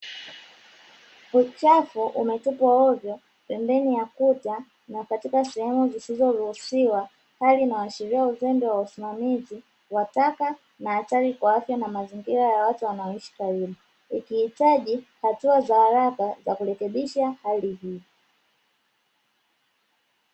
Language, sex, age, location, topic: Swahili, female, 25-35, Dar es Salaam, government